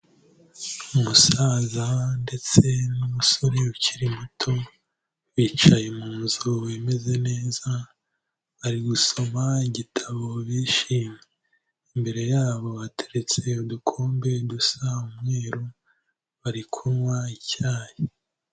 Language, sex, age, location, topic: Kinyarwanda, male, 18-24, Kigali, health